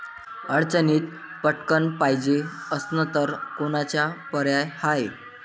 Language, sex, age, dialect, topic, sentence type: Marathi, male, 25-30, Varhadi, banking, question